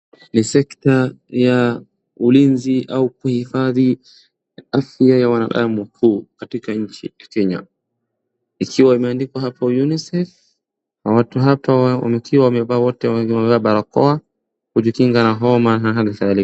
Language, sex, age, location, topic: Swahili, male, 18-24, Wajir, health